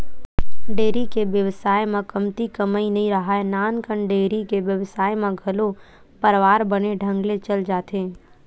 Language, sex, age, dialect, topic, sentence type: Chhattisgarhi, female, 18-24, Western/Budati/Khatahi, agriculture, statement